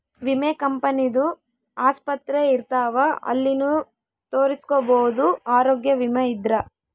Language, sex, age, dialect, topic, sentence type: Kannada, female, 18-24, Central, banking, statement